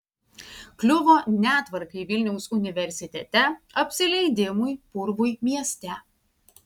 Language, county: Lithuanian, Vilnius